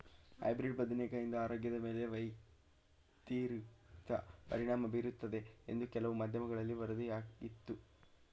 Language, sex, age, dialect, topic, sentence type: Kannada, male, 18-24, Mysore Kannada, agriculture, statement